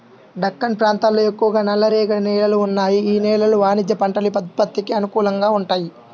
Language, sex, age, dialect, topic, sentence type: Telugu, male, 18-24, Central/Coastal, agriculture, statement